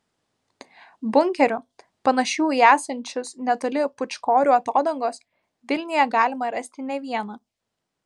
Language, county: Lithuanian, Vilnius